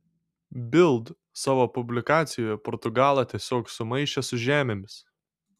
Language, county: Lithuanian, Šiauliai